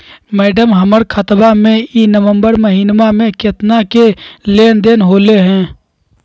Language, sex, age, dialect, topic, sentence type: Magahi, male, 41-45, Southern, banking, question